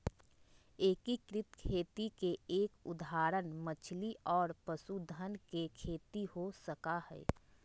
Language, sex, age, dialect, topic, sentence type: Magahi, female, 25-30, Western, agriculture, statement